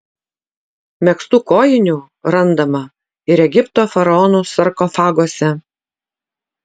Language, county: Lithuanian, Utena